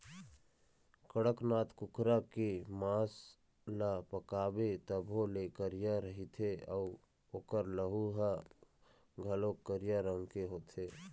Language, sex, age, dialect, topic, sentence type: Chhattisgarhi, male, 31-35, Eastern, agriculture, statement